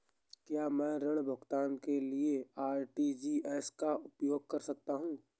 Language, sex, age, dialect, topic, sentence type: Hindi, male, 18-24, Awadhi Bundeli, banking, question